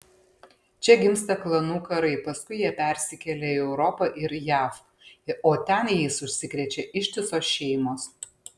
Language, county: Lithuanian, Panevėžys